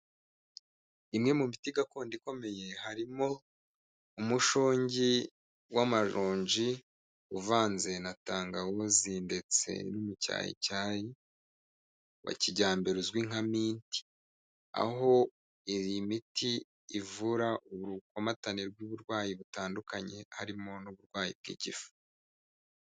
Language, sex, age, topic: Kinyarwanda, male, 25-35, health